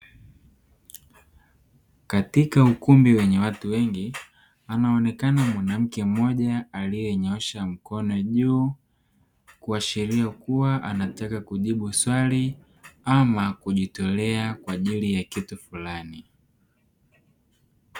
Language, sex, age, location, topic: Swahili, male, 18-24, Dar es Salaam, education